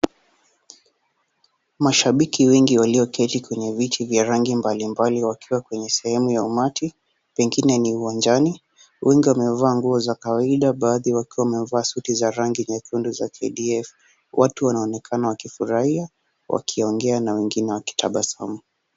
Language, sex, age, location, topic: Swahili, male, 18-24, Kisumu, government